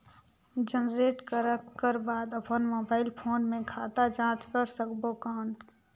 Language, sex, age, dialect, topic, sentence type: Chhattisgarhi, female, 18-24, Northern/Bhandar, banking, question